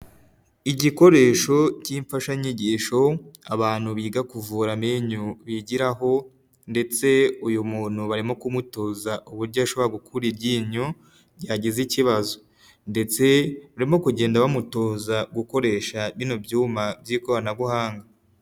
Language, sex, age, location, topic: Kinyarwanda, female, 25-35, Huye, health